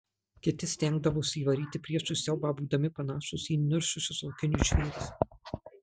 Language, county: Lithuanian, Marijampolė